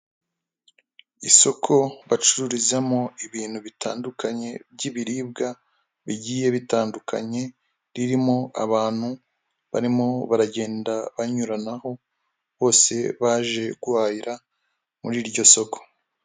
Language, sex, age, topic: Kinyarwanda, male, 25-35, finance